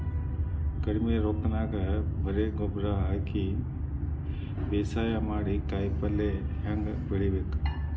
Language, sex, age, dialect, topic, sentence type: Kannada, male, 41-45, Dharwad Kannada, agriculture, question